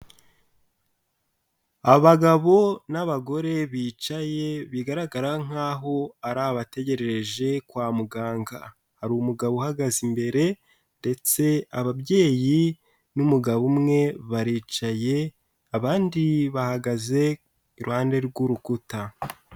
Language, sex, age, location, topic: Kinyarwanda, male, 18-24, Huye, health